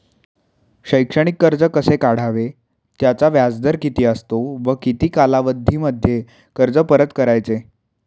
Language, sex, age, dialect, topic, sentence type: Marathi, male, 18-24, Standard Marathi, banking, question